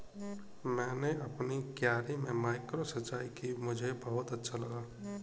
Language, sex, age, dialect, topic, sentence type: Hindi, male, 18-24, Kanauji Braj Bhasha, agriculture, statement